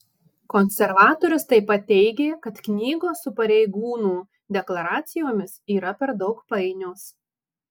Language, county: Lithuanian, Marijampolė